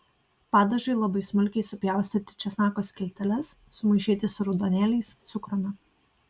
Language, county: Lithuanian, Kaunas